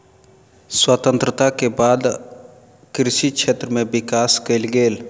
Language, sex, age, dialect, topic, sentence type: Maithili, male, 31-35, Southern/Standard, agriculture, statement